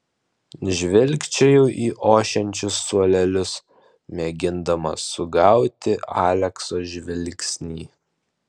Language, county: Lithuanian, Alytus